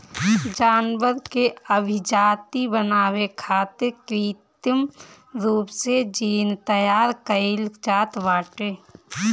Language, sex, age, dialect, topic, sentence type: Bhojpuri, female, 31-35, Northern, agriculture, statement